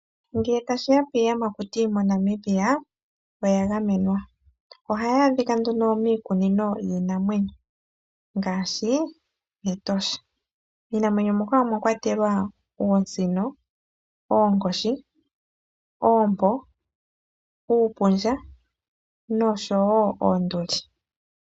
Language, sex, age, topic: Oshiwambo, male, 25-35, finance